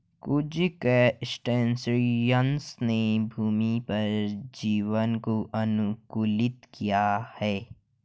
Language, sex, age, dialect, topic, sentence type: Hindi, male, 18-24, Hindustani Malvi Khadi Boli, agriculture, statement